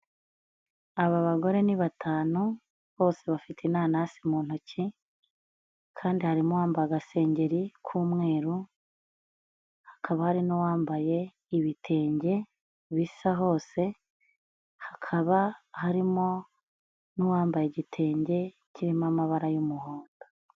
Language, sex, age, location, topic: Kinyarwanda, female, 25-35, Nyagatare, agriculture